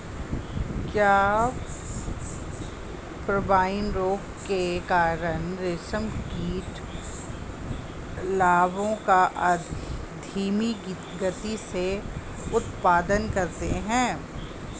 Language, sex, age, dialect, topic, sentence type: Hindi, female, 36-40, Hindustani Malvi Khadi Boli, agriculture, statement